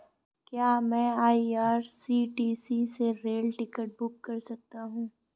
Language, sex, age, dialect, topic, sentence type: Hindi, female, 25-30, Awadhi Bundeli, banking, question